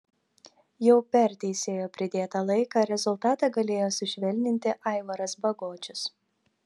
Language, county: Lithuanian, Telšiai